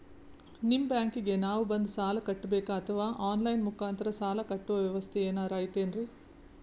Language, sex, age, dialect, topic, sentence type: Kannada, female, 41-45, Northeastern, banking, question